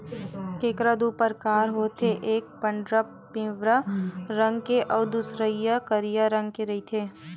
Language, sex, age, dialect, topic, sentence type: Chhattisgarhi, female, 18-24, Western/Budati/Khatahi, agriculture, statement